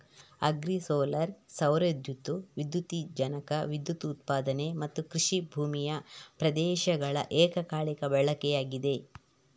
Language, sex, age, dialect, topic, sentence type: Kannada, female, 31-35, Coastal/Dakshin, agriculture, statement